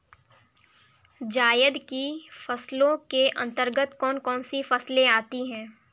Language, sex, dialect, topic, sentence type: Hindi, female, Kanauji Braj Bhasha, agriculture, question